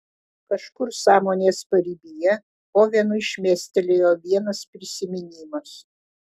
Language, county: Lithuanian, Utena